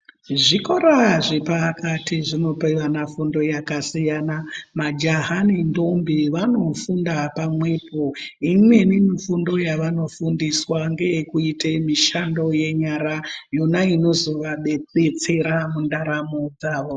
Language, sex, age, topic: Ndau, female, 36-49, education